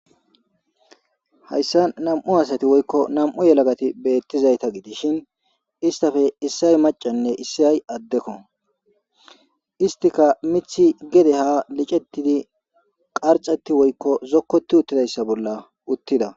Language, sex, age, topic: Gamo, male, 25-35, government